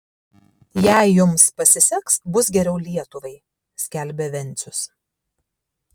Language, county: Lithuanian, Šiauliai